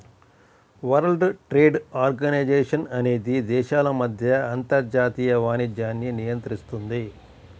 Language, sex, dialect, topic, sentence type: Telugu, male, Central/Coastal, banking, statement